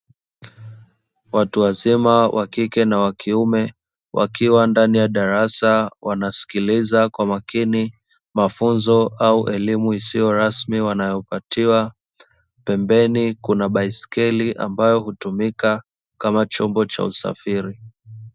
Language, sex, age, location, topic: Swahili, male, 25-35, Dar es Salaam, education